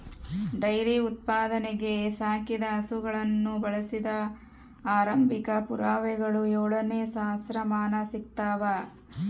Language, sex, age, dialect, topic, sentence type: Kannada, female, 36-40, Central, agriculture, statement